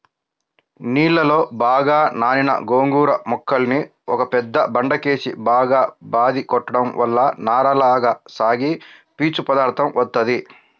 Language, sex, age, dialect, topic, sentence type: Telugu, male, 56-60, Central/Coastal, agriculture, statement